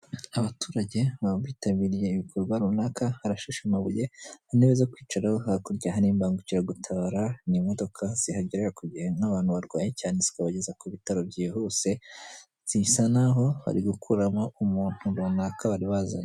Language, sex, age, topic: Kinyarwanda, male, 25-35, government